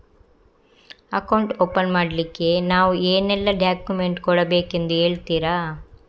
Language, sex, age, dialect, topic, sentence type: Kannada, female, 25-30, Coastal/Dakshin, banking, question